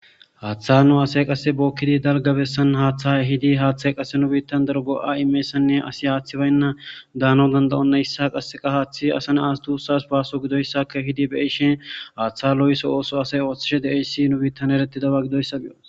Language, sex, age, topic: Gamo, male, 25-35, government